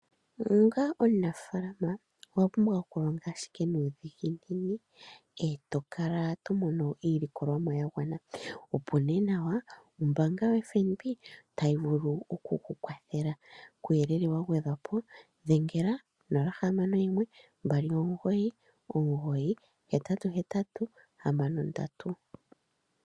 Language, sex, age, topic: Oshiwambo, male, 25-35, finance